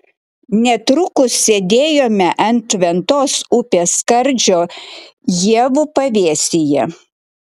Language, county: Lithuanian, Klaipėda